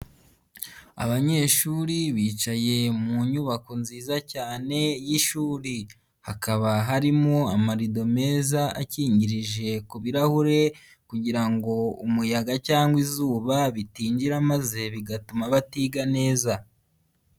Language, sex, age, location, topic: Kinyarwanda, female, 18-24, Nyagatare, education